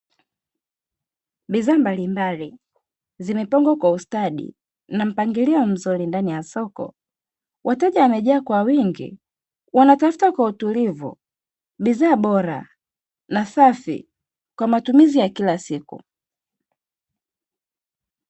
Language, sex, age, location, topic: Swahili, female, 25-35, Dar es Salaam, finance